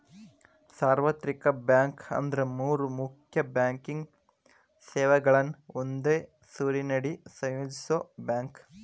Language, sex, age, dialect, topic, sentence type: Kannada, male, 25-30, Dharwad Kannada, banking, statement